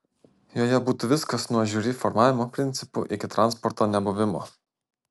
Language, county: Lithuanian, Panevėžys